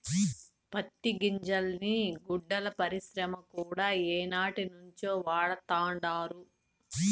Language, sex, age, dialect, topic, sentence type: Telugu, female, 36-40, Southern, agriculture, statement